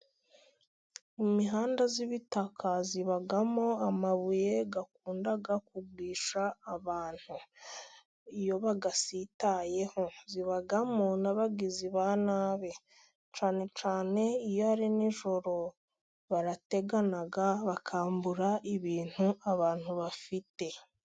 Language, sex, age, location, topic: Kinyarwanda, female, 18-24, Musanze, government